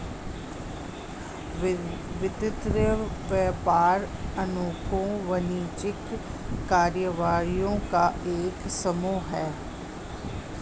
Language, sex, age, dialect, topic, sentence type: Hindi, female, 36-40, Hindustani Malvi Khadi Boli, banking, statement